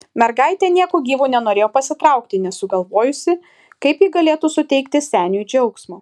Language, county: Lithuanian, Šiauliai